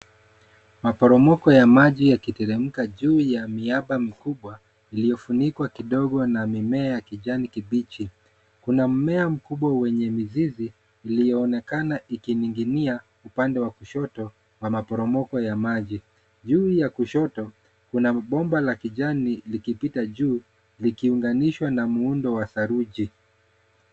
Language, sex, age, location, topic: Swahili, male, 25-35, Nairobi, government